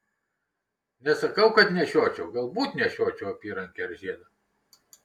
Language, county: Lithuanian, Kaunas